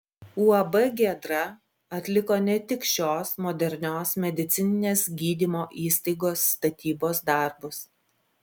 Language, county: Lithuanian, Klaipėda